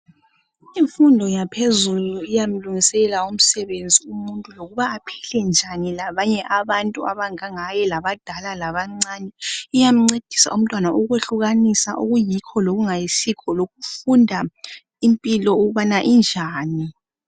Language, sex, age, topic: North Ndebele, female, 18-24, education